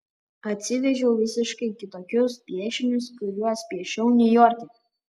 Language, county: Lithuanian, Panevėžys